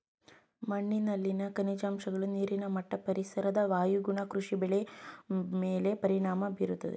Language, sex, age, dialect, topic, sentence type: Kannada, female, 18-24, Mysore Kannada, agriculture, statement